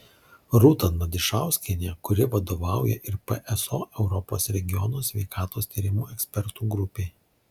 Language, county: Lithuanian, Alytus